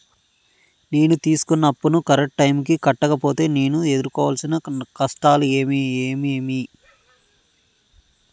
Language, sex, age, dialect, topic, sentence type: Telugu, male, 31-35, Southern, banking, question